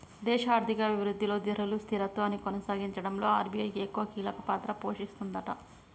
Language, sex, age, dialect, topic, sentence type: Telugu, female, 25-30, Telangana, banking, statement